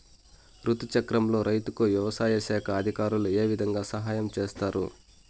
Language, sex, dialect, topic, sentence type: Telugu, male, Southern, agriculture, question